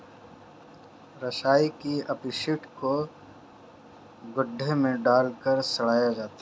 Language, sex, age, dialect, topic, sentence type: Hindi, female, 56-60, Marwari Dhudhari, agriculture, statement